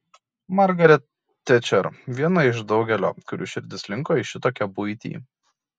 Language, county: Lithuanian, Kaunas